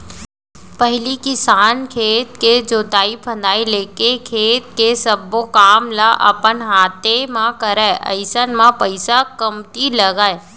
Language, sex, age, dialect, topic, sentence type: Chhattisgarhi, female, 25-30, Central, banking, statement